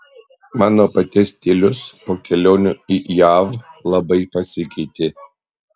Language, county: Lithuanian, Panevėžys